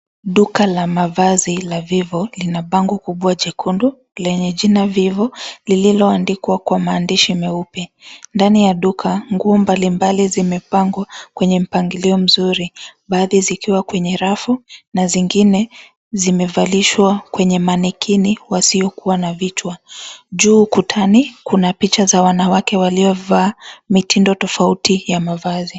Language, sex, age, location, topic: Swahili, female, 25-35, Nairobi, finance